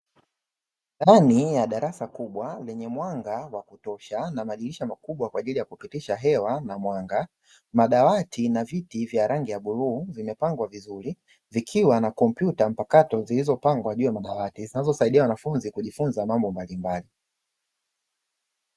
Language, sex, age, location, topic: Swahili, male, 25-35, Dar es Salaam, education